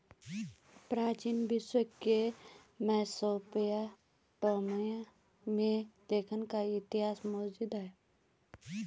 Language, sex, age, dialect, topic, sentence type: Hindi, female, 25-30, Garhwali, banking, statement